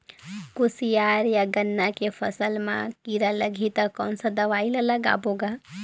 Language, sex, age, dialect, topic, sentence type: Chhattisgarhi, female, 18-24, Northern/Bhandar, agriculture, question